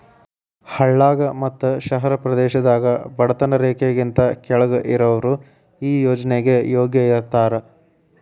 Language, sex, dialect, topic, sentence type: Kannada, male, Dharwad Kannada, agriculture, statement